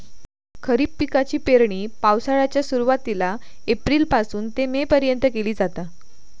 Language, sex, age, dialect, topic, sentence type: Marathi, female, 18-24, Southern Konkan, agriculture, statement